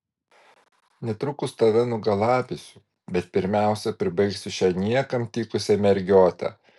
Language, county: Lithuanian, Vilnius